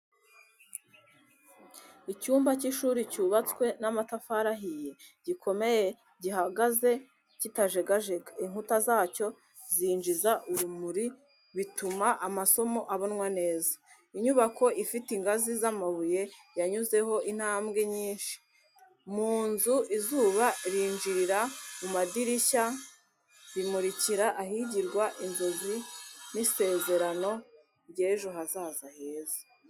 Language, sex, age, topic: Kinyarwanda, female, 36-49, education